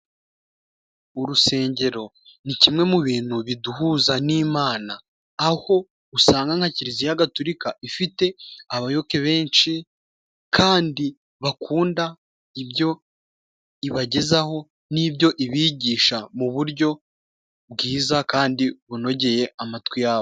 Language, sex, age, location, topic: Kinyarwanda, male, 25-35, Musanze, government